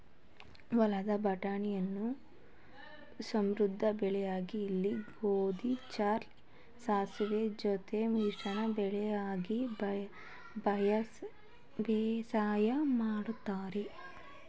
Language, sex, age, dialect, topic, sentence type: Kannada, female, 18-24, Mysore Kannada, agriculture, statement